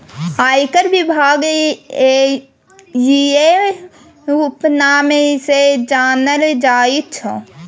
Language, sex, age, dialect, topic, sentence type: Maithili, female, 25-30, Bajjika, banking, statement